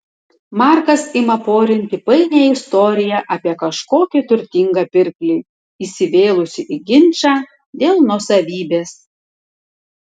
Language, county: Lithuanian, Tauragė